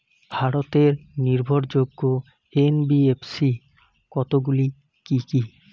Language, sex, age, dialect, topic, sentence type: Bengali, male, 25-30, Rajbangshi, banking, question